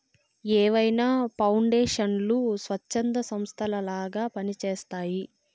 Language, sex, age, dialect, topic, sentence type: Telugu, female, 46-50, Southern, banking, statement